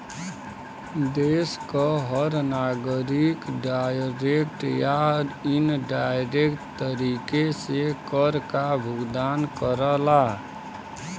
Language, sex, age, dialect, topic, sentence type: Bhojpuri, male, 31-35, Western, banking, statement